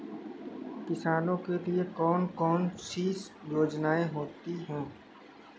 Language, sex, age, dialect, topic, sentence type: Hindi, male, 18-24, Kanauji Braj Bhasha, agriculture, question